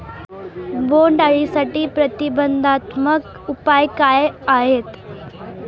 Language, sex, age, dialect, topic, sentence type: Marathi, female, 18-24, Standard Marathi, agriculture, question